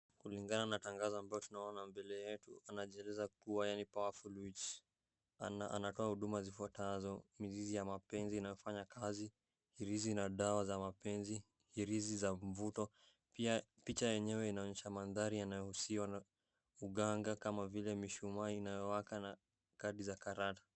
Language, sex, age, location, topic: Swahili, male, 18-24, Wajir, health